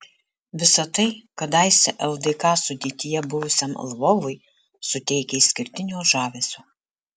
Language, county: Lithuanian, Alytus